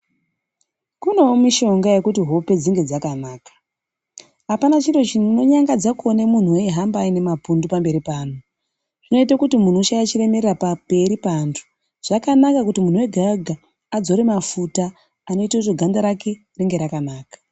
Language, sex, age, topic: Ndau, female, 36-49, health